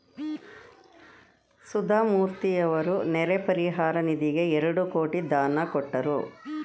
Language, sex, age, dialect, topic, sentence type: Kannada, female, 56-60, Mysore Kannada, banking, statement